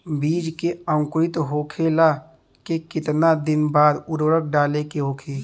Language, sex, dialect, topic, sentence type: Bhojpuri, male, Western, agriculture, question